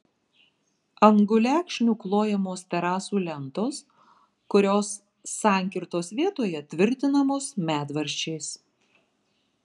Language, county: Lithuanian, Marijampolė